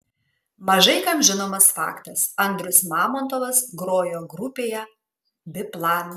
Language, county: Lithuanian, Kaunas